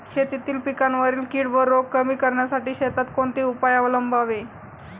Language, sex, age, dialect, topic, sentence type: Marathi, female, 18-24, Standard Marathi, agriculture, question